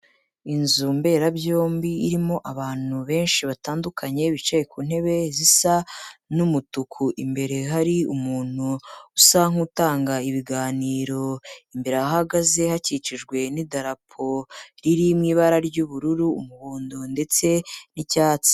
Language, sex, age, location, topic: Kinyarwanda, female, 18-24, Kigali, education